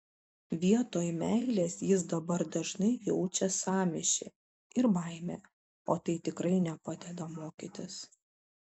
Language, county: Lithuanian, Šiauliai